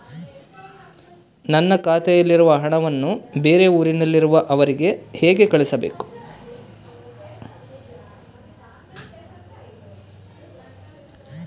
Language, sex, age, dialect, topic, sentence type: Kannada, male, 31-35, Central, banking, question